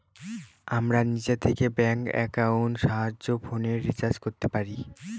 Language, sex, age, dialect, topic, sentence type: Bengali, male, <18, Northern/Varendri, banking, statement